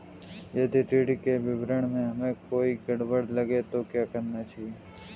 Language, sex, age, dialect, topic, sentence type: Hindi, male, 18-24, Kanauji Braj Bhasha, banking, statement